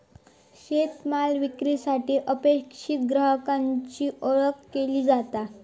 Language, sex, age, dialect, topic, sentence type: Marathi, female, 25-30, Southern Konkan, agriculture, statement